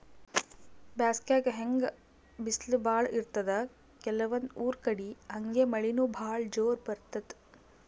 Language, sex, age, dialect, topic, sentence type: Kannada, female, 18-24, Northeastern, agriculture, statement